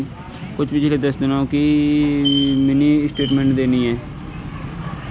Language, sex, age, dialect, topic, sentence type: Hindi, male, 25-30, Kanauji Braj Bhasha, banking, statement